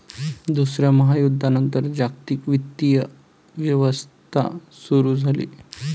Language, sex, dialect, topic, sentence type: Marathi, male, Varhadi, banking, statement